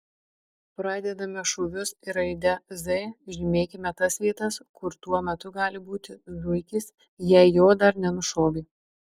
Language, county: Lithuanian, Marijampolė